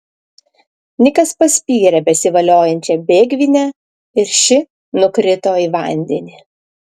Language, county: Lithuanian, Klaipėda